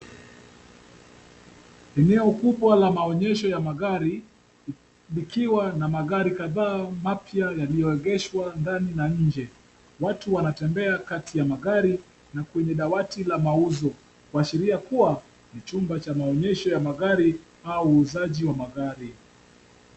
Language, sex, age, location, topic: Swahili, male, 25-35, Kisumu, finance